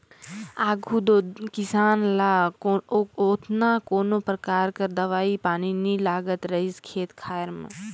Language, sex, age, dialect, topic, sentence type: Chhattisgarhi, female, 18-24, Northern/Bhandar, agriculture, statement